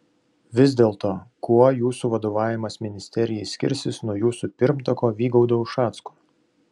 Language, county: Lithuanian, Vilnius